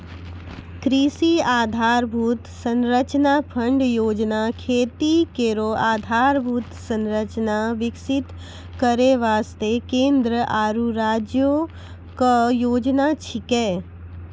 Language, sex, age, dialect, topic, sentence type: Maithili, female, 41-45, Angika, agriculture, statement